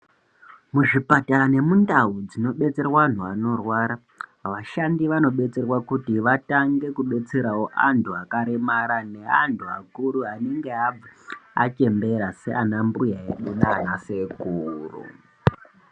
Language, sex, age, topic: Ndau, male, 18-24, health